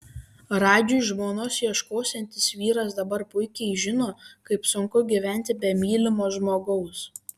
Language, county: Lithuanian, Panevėžys